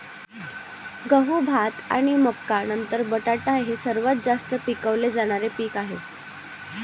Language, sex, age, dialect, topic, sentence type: Marathi, female, 18-24, Varhadi, agriculture, statement